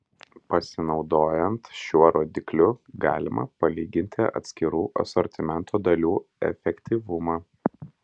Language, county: Lithuanian, Klaipėda